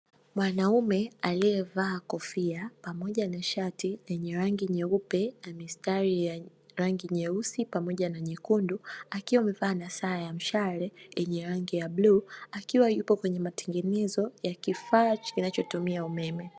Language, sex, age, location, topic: Swahili, female, 18-24, Dar es Salaam, education